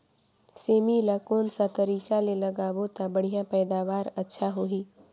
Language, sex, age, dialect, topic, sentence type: Chhattisgarhi, female, 18-24, Northern/Bhandar, agriculture, question